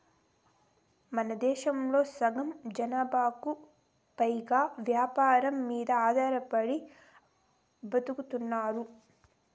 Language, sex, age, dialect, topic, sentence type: Telugu, female, 18-24, Southern, agriculture, statement